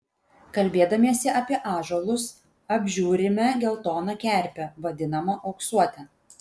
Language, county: Lithuanian, Vilnius